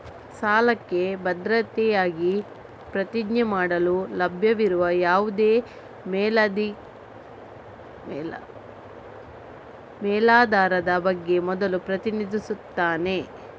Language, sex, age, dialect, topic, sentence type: Kannada, female, 25-30, Coastal/Dakshin, banking, statement